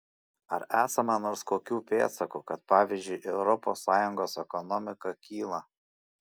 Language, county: Lithuanian, Šiauliai